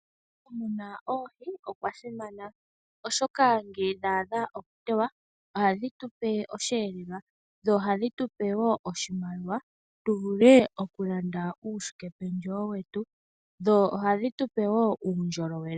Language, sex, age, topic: Oshiwambo, female, 18-24, agriculture